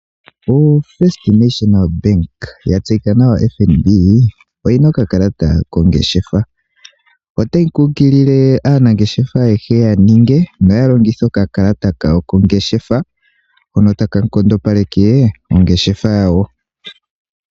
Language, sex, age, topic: Oshiwambo, male, 18-24, finance